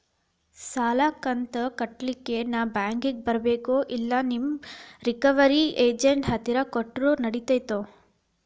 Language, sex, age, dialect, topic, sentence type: Kannada, female, 18-24, Dharwad Kannada, banking, question